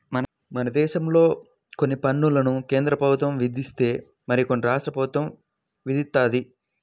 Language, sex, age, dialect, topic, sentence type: Telugu, male, 18-24, Central/Coastal, banking, statement